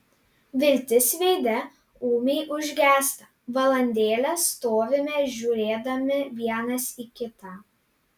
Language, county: Lithuanian, Panevėžys